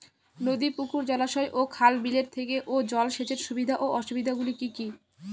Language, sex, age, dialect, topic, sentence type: Bengali, female, 18-24, Northern/Varendri, agriculture, question